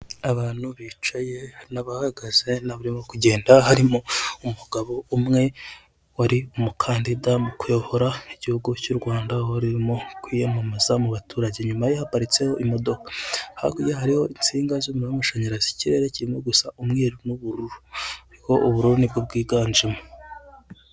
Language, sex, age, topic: Kinyarwanda, male, 25-35, government